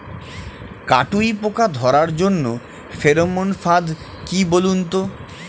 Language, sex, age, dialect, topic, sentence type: Bengali, male, 31-35, Standard Colloquial, agriculture, question